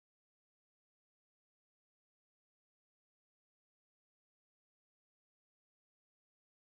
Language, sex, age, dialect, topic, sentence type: Telugu, female, 18-24, Southern, agriculture, statement